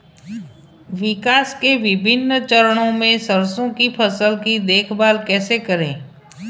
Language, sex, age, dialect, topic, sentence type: Hindi, female, 51-55, Marwari Dhudhari, agriculture, question